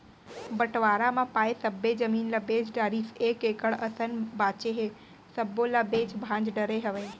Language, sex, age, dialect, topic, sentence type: Chhattisgarhi, female, 18-24, Central, banking, statement